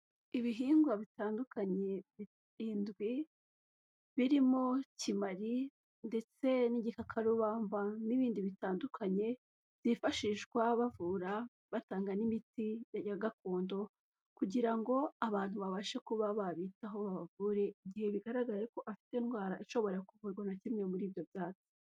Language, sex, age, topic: Kinyarwanda, female, 18-24, health